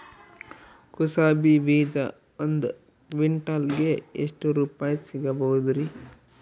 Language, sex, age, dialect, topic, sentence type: Kannada, male, 18-24, Northeastern, agriculture, question